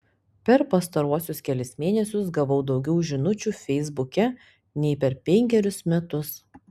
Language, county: Lithuanian, Panevėžys